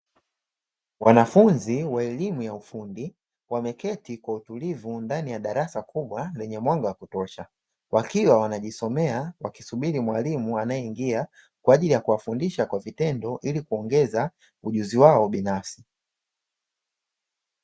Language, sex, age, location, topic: Swahili, male, 25-35, Dar es Salaam, education